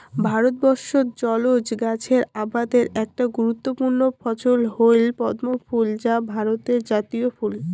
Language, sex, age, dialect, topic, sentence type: Bengali, female, 18-24, Rajbangshi, agriculture, statement